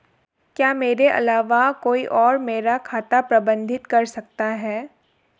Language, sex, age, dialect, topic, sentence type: Hindi, female, 18-24, Marwari Dhudhari, banking, question